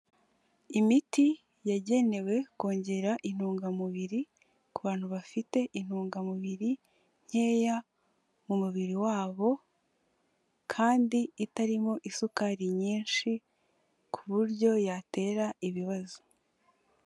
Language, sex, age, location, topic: Kinyarwanda, female, 18-24, Kigali, health